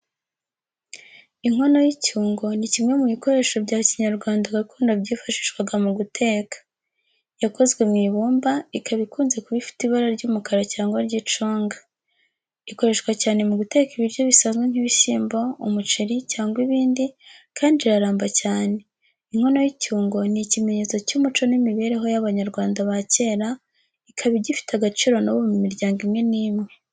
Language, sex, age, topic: Kinyarwanda, female, 18-24, education